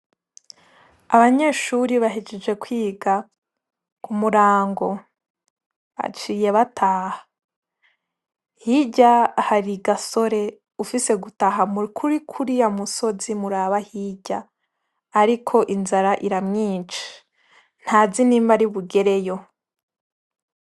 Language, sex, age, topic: Rundi, female, 18-24, education